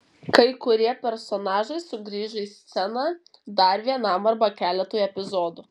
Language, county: Lithuanian, Kaunas